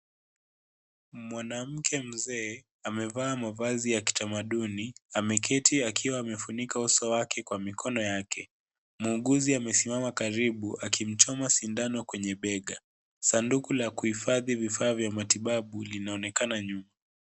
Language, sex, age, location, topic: Swahili, male, 18-24, Kisii, health